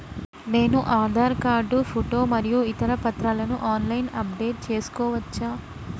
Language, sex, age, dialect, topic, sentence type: Telugu, female, 25-30, Telangana, banking, question